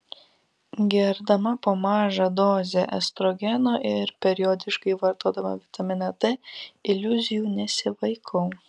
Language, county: Lithuanian, Vilnius